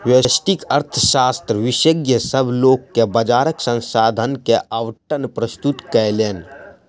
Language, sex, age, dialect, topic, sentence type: Maithili, male, 60-100, Southern/Standard, banking, statement